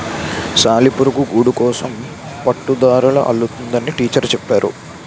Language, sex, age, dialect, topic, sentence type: Telugu, male, 18-24, Utterandhra, agriculture, statement